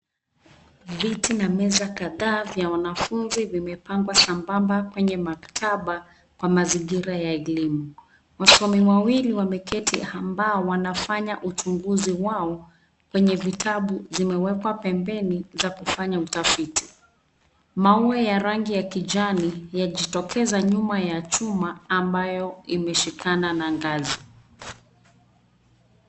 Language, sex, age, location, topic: Swahili, female, 36-49, Nairobi, education